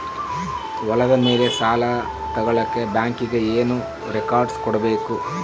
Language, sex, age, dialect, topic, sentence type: Kannada, male, 46-50, Central, agriculture, question